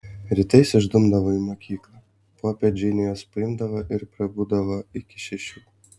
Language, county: Lithuanian, Vilnius